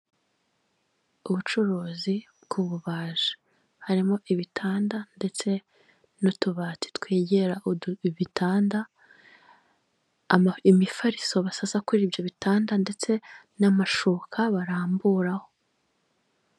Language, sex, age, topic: Kinyarwanda, female, 18-24, finance